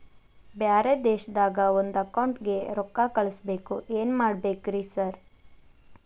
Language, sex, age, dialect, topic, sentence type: Kannada, female, 18-24, Dharwad Kannada, banking, question